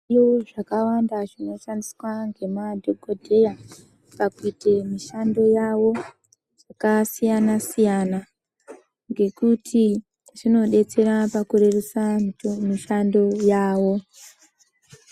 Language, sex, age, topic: Ndau, female, 25-35, health